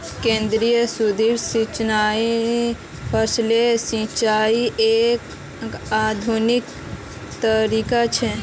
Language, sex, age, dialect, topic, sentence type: Magahi, female, 18-24, Northeastern/Surjapuri, agriculture, statement